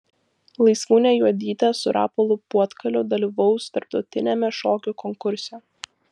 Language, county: Lithuanian, Vilnius